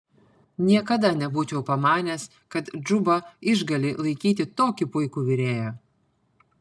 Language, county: Lithuanian, Panevėžys